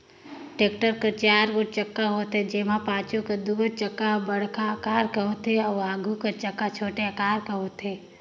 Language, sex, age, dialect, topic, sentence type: Chhattisgarhi, female, 18-24, Northern/Bhandar, agriculture, statement